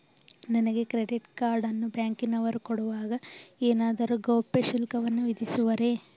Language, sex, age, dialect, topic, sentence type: Kannada, female, 18-24, Mysore Kannada, banking, question